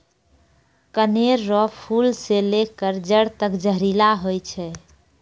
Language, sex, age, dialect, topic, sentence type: Maithili, female, 25-30, Angika, agriculture, statement